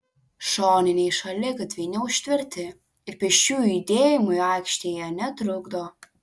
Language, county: Lithuanian, Alytus